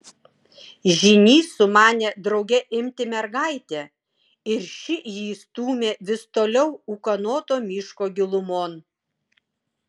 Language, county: Lithuanian, Vilnius